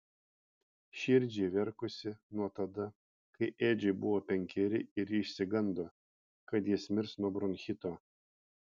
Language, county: Lithuanian, Panevėžys